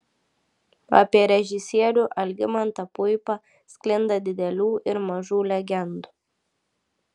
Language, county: Lithuanian, Klaipėda